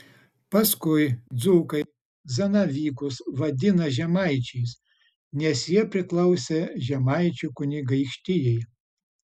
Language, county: Lithuanian, Utena